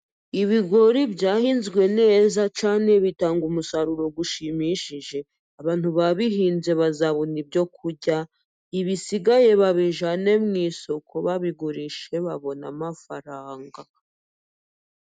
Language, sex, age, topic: Kinyarwanda, female, 25-35, agriculture